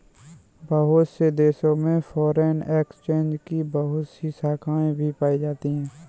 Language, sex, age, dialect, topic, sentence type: Hindi, male, 25-30, Kanauji Braj Bhasha, banking, statement